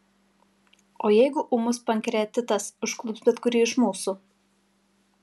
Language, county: Lithuanian, Kaunas